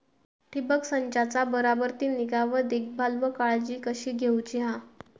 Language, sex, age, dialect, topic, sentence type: Marathi, female, 18-24, Southern Konkan, agriculture, question